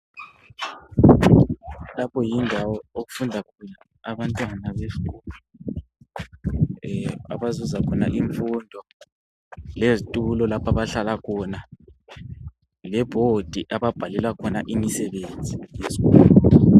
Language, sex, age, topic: North Ndebele, female, 50+, education